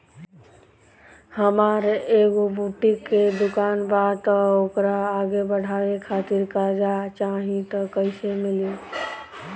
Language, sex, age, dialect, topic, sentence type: Bhojpuri, female, 18-24, Southern / Standard, banking, question